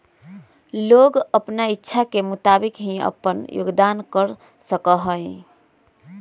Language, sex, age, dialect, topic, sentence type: Magahi, female, 25-30, Western, banking, statement